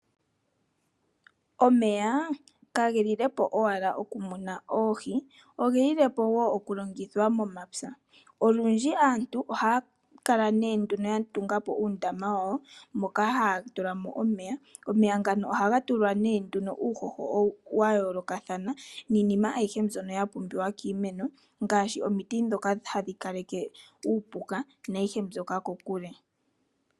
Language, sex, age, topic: Oshiwambo, female, 25-35, agriculture